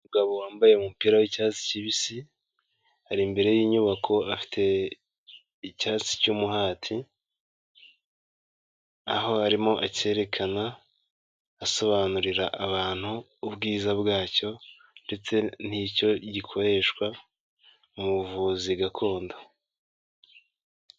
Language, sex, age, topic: Kinyarwanda, male, 25-35, health